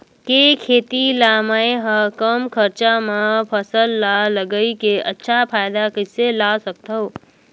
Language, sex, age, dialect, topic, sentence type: Chhattisgarhi, female, 18-24, Northern/Bhandar, agriculture, question